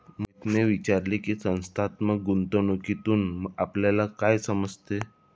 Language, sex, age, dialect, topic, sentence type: Marathi, male, 25-30, Standard Marathi, banking, statement